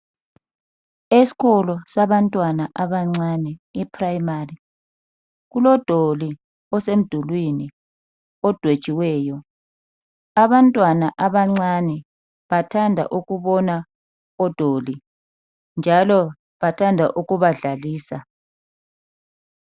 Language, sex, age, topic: North Ndebele, female, 36-49, education